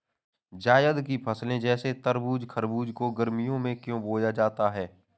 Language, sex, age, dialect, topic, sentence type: Hindi, male, 18-24, Awadhi Bundeli, agriculture, question